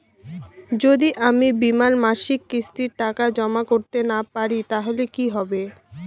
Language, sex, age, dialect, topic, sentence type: Bengali, female, 18-24, Rajbangshi, banking, question